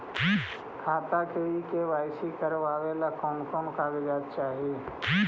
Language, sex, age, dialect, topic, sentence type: Magahi, male, 36-40, Central/Standard, banking, question